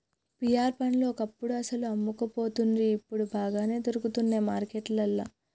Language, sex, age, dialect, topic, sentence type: Telugu, female, 36-40, Telangana, agriculture, statement